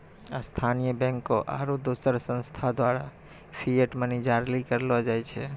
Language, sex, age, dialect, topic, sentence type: Maithili, male, 25-30, Angika, banking, statement